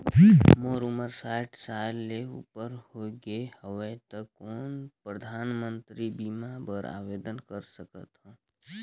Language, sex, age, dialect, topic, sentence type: Chhattisgarhi, male, 25-30, Northern/Bhandar, banking, question